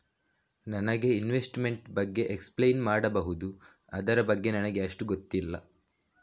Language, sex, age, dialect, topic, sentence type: Kannada, male, 18-24, Coastal/Dakshin, banking, question